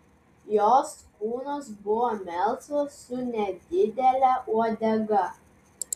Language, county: Lithuanian, Vilnius